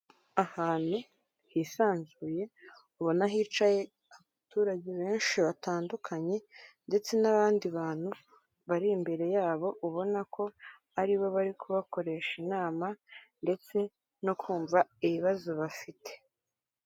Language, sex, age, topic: Kinyarwanda, female, 18-24, government